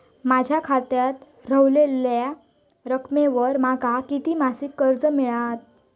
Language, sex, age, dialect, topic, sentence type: Marathi, female, 18-24, Southern Konkan, banking, question